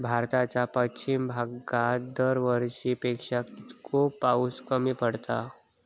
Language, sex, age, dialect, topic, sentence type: Marathi, male, 41-45, Southern Konkan, agriculture, question